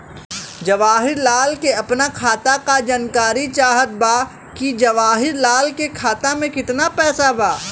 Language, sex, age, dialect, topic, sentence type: Bhojpuri, male, 18-24, Western, banking, question